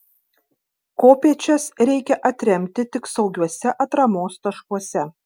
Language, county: Lithuanian, Kaunas